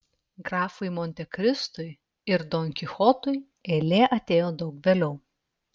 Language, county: Lithuanian, Telšiai